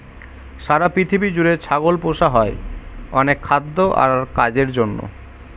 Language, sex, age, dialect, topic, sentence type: Bengali, male, 18-24, Northern/Varendri, agriculture, statement